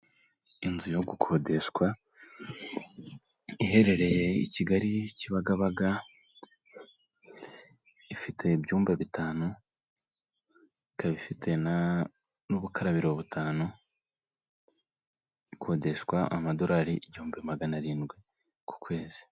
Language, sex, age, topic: Kinyarwanda, male, 18-24, finance